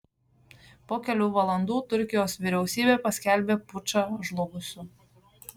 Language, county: Lithuanian, Šiauliai